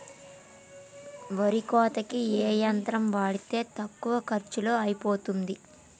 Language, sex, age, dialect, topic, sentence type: Telugu, female, 25-30, Telangana, agriculture, question